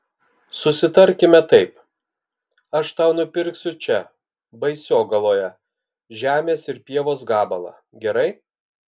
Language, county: Lithuanian, Kaunas